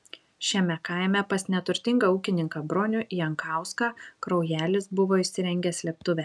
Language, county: Lithuanian, Šiauliai